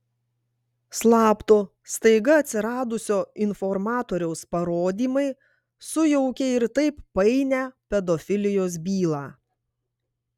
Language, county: Lithuanian, Klaipėda